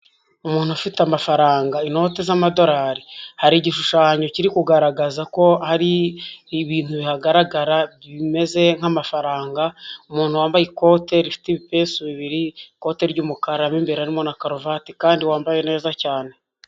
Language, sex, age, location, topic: Kinyarwanda, male, 25-35, Huye, finance